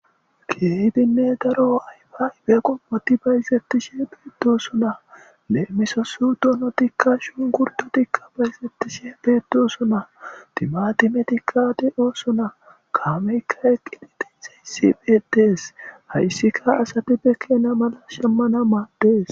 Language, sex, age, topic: Gamo, male, 25-35, agriculture